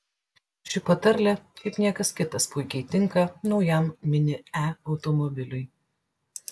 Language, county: Lithuanian, Klaipėda